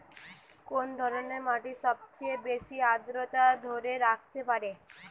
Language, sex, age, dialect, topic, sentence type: Bengali, female, 18-24, Western, agriculture, statement